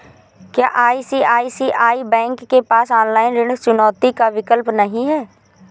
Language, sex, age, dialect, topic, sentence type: Hindi, female, 18-24, Awadhi Bundeli, banking, question